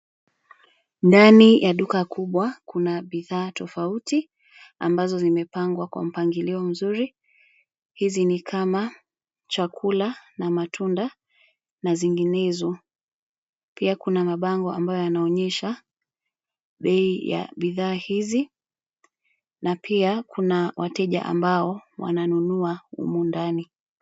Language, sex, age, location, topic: Swahili, female, 25-35, Nairobi, finance